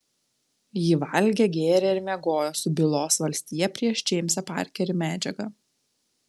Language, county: Lithuanian, Telšiai